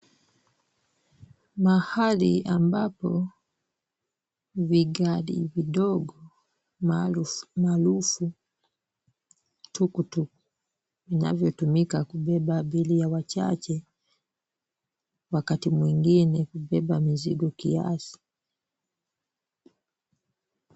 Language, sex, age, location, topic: Swahili, female, 25-35, Kisumu, health